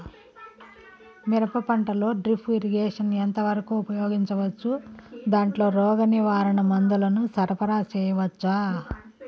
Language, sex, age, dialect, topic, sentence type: Telugu, female, 41-45, Southern, agriculture, question